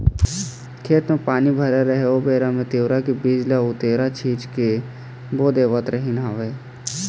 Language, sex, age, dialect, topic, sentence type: Chhattisgarhi, male, 18-24, Eastern, agriculture, statement